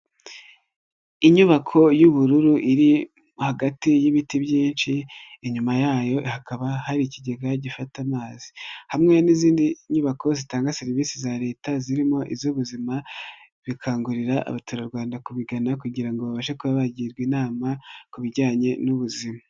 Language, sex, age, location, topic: Kinyarwanda, female, 18-24, Nyagatare, government